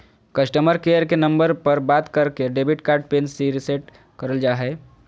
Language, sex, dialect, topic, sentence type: Magahi, female, Southern, banking, statement